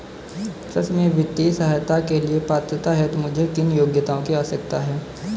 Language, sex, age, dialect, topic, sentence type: Hindi, male, 18-24, Kanauji Braj Bhasha, agriculture, statement